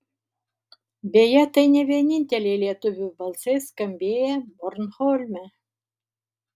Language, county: Lithuanian, Tauragė